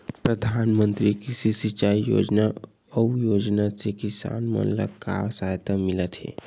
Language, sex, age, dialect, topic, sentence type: Chhattisgarhi, male, 46-50, Western/Budati/Khatahi, agriculture, question